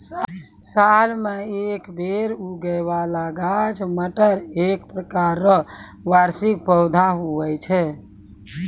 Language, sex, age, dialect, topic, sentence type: Maithili, female, 41-45, Angika, agriculture, statement